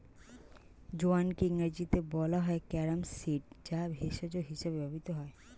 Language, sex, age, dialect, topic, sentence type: Bengali, female, 25-30, Standard Colloquial, agriculture, statement